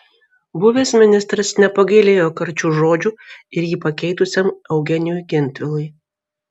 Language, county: Lithuanian, Vilnius